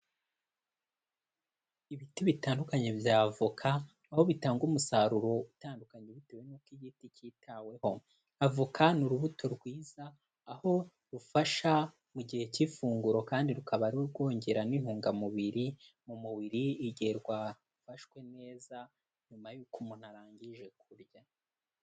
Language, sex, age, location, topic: Kinyarwanda, male, 18-24, Kigali, agriculture